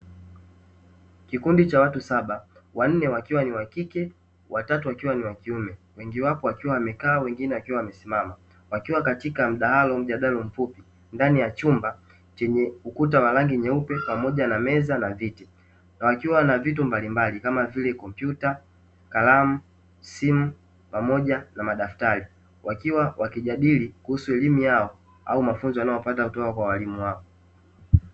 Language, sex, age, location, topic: Swahili, male, 18-24, Dar es Salaam, education